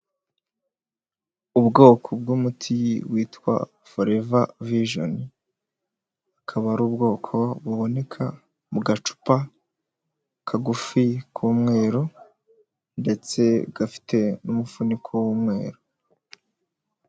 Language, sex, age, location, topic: Kinyarwanda, male, 18-24, Huye, health